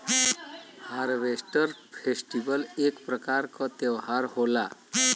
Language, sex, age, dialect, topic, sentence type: Bhojpuri, male, <18, Western, agriculture, statement